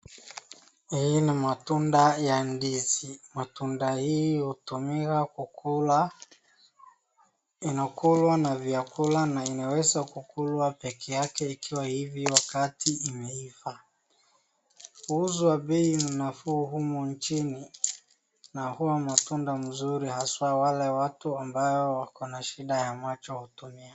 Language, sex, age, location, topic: Swahili, female, 25-35, Wajir, agriculture